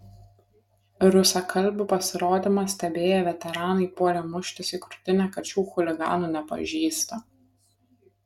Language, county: Lithuanian, Kaunas